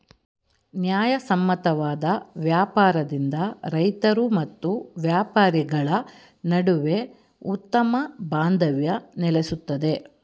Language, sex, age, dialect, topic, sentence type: Kannada, female, 46-50, Mysore Kannada, banking, statement